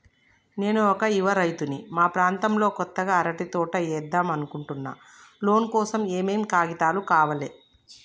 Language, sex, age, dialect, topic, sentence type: Telugu, female, 25-30, Telangana, banking, question